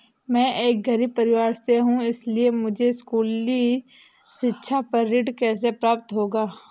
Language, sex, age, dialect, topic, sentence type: Hindi, female, 18-24, Marwari Dhudhari, banking, question